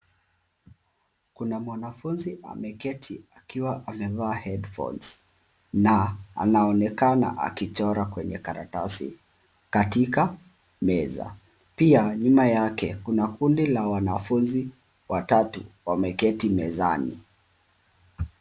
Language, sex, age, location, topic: Swahili, male, 18-24, Nairobi, education